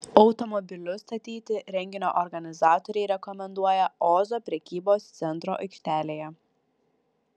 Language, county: Lithuanian, Vilnius